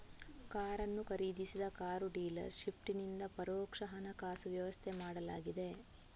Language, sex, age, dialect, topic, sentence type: Kannada, female, 18-24, Coastal/Dakshin, banking, statement